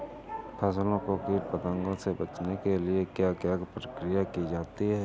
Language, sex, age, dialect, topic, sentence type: Hindi, male, 31-35, Awadhi Bundeli, agriculture, question